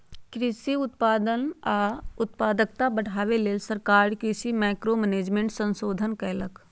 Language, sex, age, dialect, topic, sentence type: Magahi, female, 60-100, Western, agriculture, statement